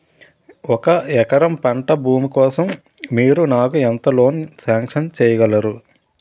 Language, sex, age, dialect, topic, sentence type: Telugu, male, 36-40, Utterandhra, banking, question